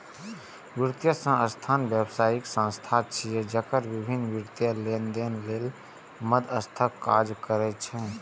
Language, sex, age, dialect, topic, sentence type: Maithili, male, 18-24, Eastern / Thethi, banking, statement